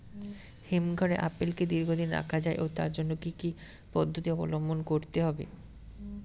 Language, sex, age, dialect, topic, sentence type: Bengali, male, 18-24, Standard Colloquial, agriculture, question